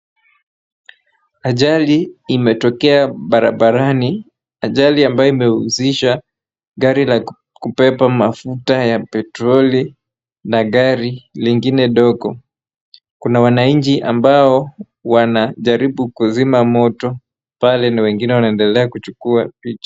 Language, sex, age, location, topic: Swahili, male, 25-35, Wajir, health